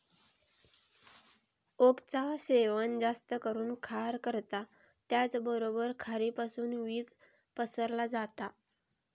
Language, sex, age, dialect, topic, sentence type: Marathi, female, 25-30, Southern Konkan, agriculture, statement